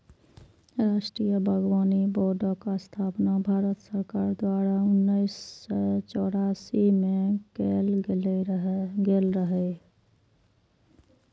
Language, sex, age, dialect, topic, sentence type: Maithili, female, 25-30, Eastern / Thethi, agriculture, statement